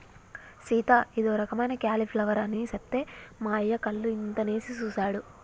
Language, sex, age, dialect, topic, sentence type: Telugu, female, 25-30, Telangana, agriculture, statement